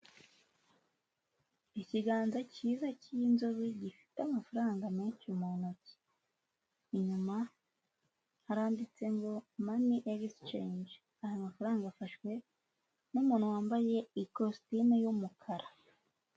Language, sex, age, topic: Kinyarwanda, female, 18-24, finance